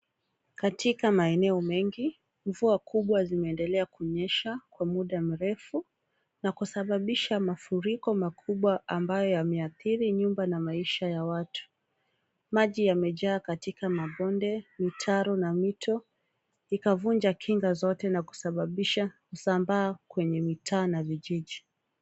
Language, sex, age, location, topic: Swahili, female, 25-35, Kisumu, health